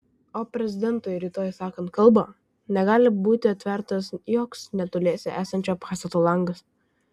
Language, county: Lithuanian, Kaunas